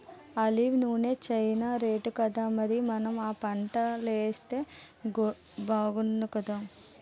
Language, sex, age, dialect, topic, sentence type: Telugu, female, 18-24, Utterandhra, agriculture, statement